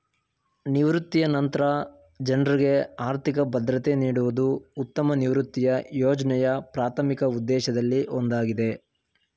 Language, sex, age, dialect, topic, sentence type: Kannada, male, 18-24, Mysore Kannada, banking, statement